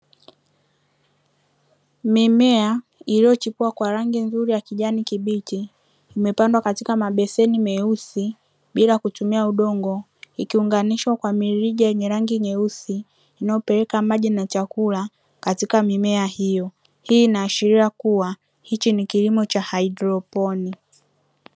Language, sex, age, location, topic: Swahili, female, 18-24, Dar es Salaam, agriculture